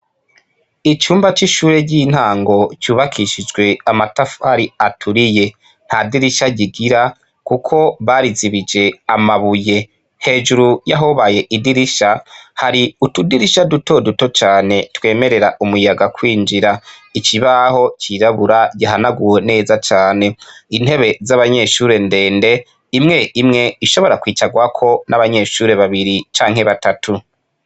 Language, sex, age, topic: Rundi, male, 25-35, education